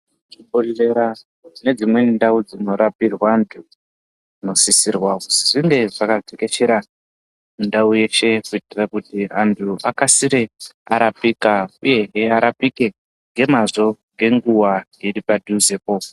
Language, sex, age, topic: Ndau, male, 50+, health